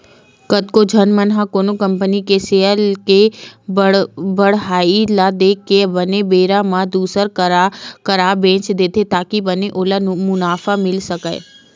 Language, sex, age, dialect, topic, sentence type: Chhattisgarhi, female, 25-30, Western/Budati/Khatahi, banking, statement